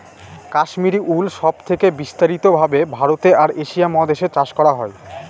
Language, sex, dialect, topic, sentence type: Bengali, male, Northern/Varendri, agriculture, statement